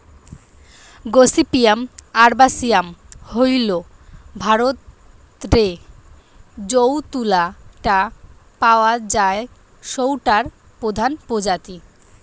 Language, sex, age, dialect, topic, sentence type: Bengali, female, 18-24, Western, agriculture, statement